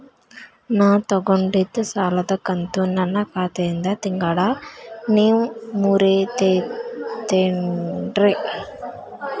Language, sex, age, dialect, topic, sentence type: Kannada, female, 18-24, Dharwad Kannada, banking, question